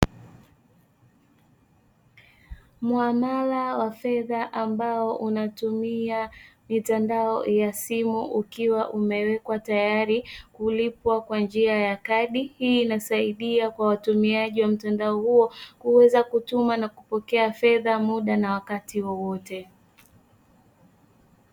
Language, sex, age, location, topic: Swahili, female, 18-24, Dar es Salaam, finance